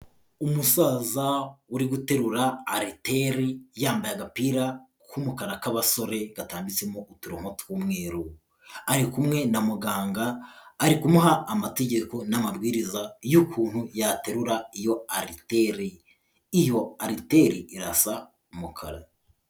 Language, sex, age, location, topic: Kinyarwanda, male, 18-24, Kigali, health